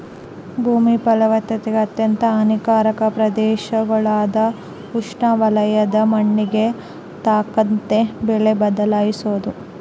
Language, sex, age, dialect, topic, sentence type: Kannada, female, 18-24, Central, agriculture, statement